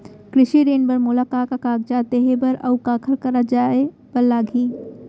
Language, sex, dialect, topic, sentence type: Chhattisgarhi, female, Central, banking, question